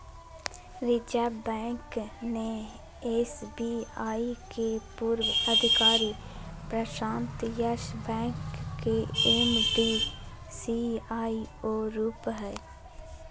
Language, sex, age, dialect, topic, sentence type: Magahi, female, 18-24, Southern, banking, statement